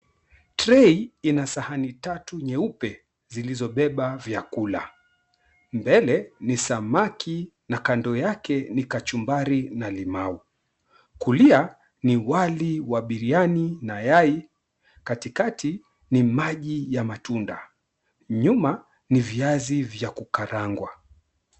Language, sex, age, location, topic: Swahili, male, 36-49, Mombasa, agriculture